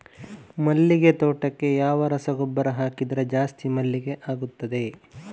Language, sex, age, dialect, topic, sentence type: Kannada, male, 18-24, Coastal/Dakshin, agriculture, question